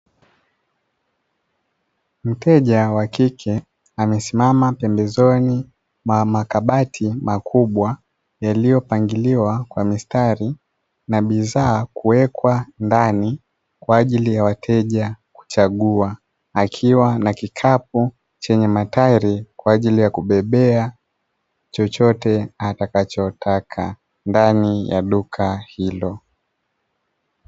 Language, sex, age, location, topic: Swahili, male, 25-35, Dar es Salaam, finance